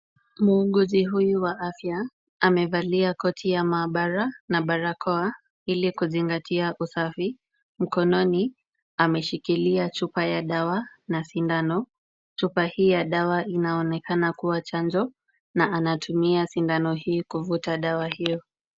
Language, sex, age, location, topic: Swahili, female, 25-35, Kisumu, health